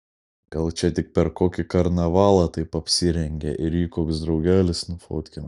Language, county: Lithuanian, Kaunas